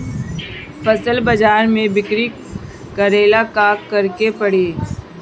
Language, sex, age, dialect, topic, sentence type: Bhojpuri, male, 31-35, Northern, agriculture, question